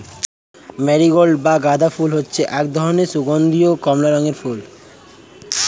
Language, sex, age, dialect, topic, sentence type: Bengali, male, 18-24, Standard Colloquial, agriculture, statement